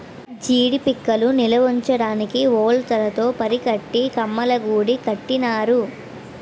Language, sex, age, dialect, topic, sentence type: Telugu, female, 18-24, Utterandhra, agriculture, statement